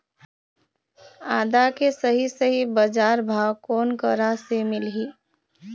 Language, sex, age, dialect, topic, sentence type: Chhattisgarhi, female, 25-30, Eastern, agriculture, question